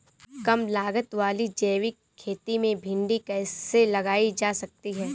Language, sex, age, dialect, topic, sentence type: Hindi, female, 18-24, Awadhi Bundeli, agriculture, question